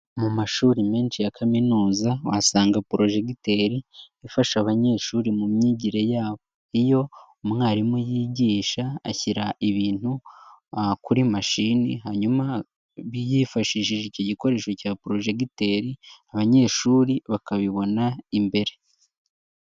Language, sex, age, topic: Kinyarwanda, male, 18-24, education